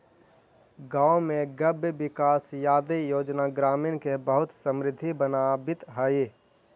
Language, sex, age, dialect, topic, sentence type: Magahi, male, 18-24, Central/Standard, agriculture, statement